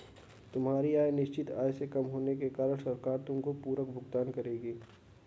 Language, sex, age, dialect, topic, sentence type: Hindi, male, 60-100, Kanauji Braj Bhasha, banking, statement